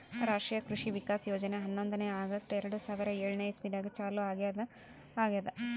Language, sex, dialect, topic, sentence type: Kannada, female, Northeastern, agriculture, statement